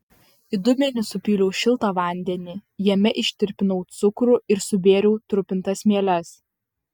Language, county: Lithuanian, Vilnius